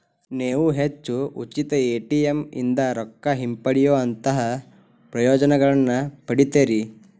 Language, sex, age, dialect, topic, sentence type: Kannada, male, 18-24, Dharwad Kannada, banking, statement